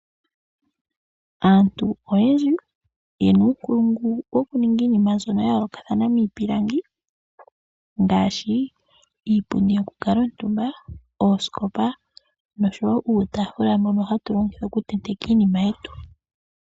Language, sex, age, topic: Oshiwambo, female, 18-24, finance